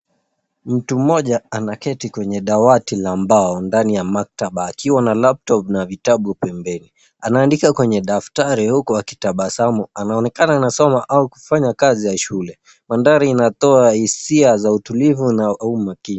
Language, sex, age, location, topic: Swahili, male, 18-24, Nairobi, education